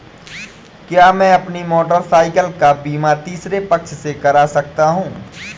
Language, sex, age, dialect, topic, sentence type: Hindi, female, 18-24, Awadhi Bundeli, banking, question